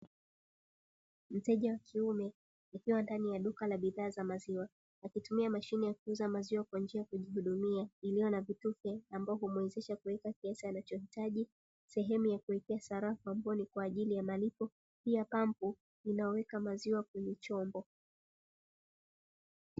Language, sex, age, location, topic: Swahili, female, 18-24, Dar es Salaam, finance